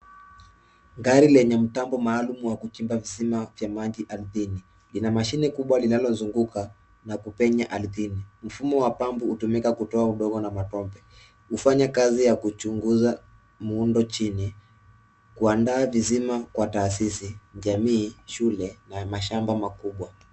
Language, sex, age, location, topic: Swahili, male, 18-24, Nairobi, government